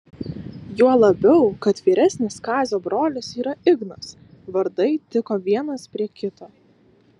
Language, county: Lithuanian, Alytus